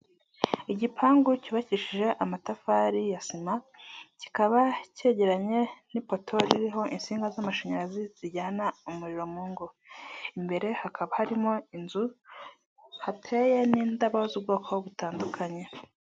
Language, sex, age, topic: Kinyarwanda, male, 18-24, government